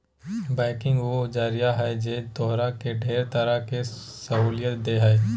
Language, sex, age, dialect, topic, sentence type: Magahi, male, 18-24, Southern, banking, statement